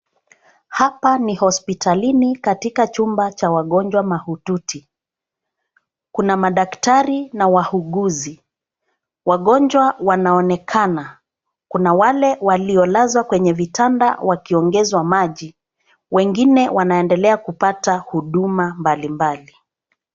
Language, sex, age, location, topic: Swahili, female, 36-49, Nairobi, health